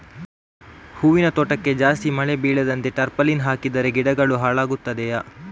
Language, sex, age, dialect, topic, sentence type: Kannada, male, 36-40, Coastal/Dakshin, agriculture, question